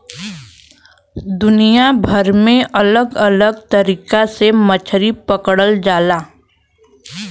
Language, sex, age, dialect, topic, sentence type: Bhojpuri, female, 18-24, Western, agriculture, statement